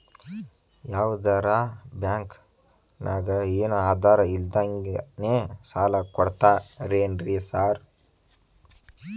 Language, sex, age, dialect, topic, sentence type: Kannada, male, 18-24, Dharwad Kannada, banking, question